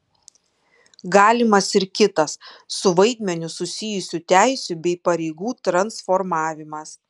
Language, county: Lithuanian, Kaunas